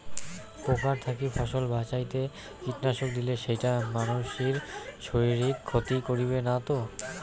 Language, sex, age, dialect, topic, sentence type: Bengali, male, 18-24, Rajbangshi, agriculture, question